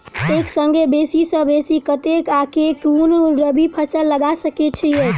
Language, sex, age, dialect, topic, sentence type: Maithili, female, 18-24, Southern/Standard, agriculture, question